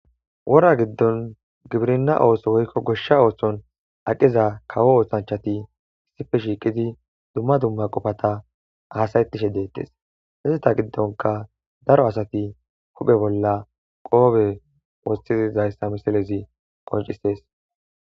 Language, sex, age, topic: Gamo, male, 18-24, agriculture